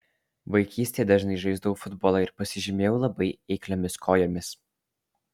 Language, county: Lithuanian, Alytus